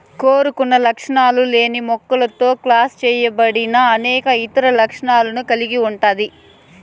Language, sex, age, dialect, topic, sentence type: Telugu, female, 18-24, Southern, agriculture, statement